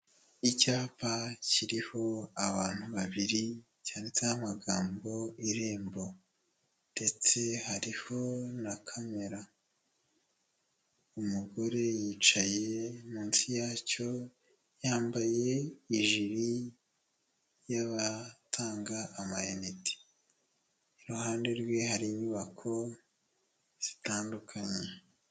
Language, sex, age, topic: Kinyarwanda, male, 18-24, government